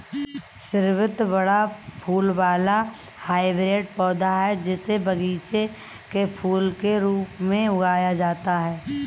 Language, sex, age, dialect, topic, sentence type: Hindi, female, 31-35, Marwari Dhudhari, agriculture, statement